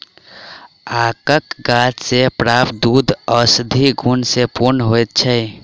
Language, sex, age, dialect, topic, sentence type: Maithili, male, 18-24, Southern/Standard, agriculture, statement